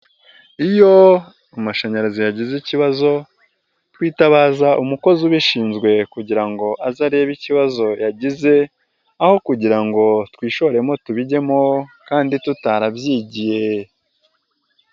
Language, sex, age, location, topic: Kinyarwanda, male, 18-24, Nyagatare, government